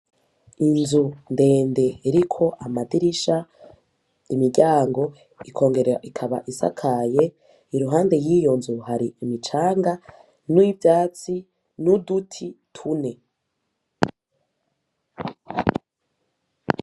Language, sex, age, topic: Rundi, female, 18-24, education